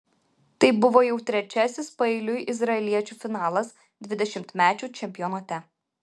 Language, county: Lithuanian, Vilnius